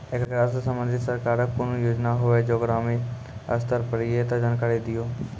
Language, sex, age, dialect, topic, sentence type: Maithili, male, 18-24, Angika, banking, question